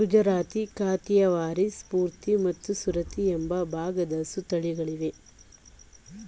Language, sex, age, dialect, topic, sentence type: Kannada, female, 18-24, Mysore Kannada, agriculture, statement